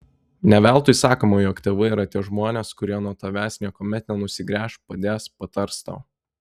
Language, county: Lithuanian, Telšiai